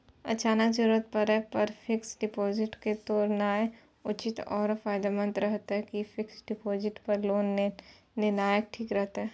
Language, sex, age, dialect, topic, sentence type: Maithili, female, 18-24, Bajjika, banking, question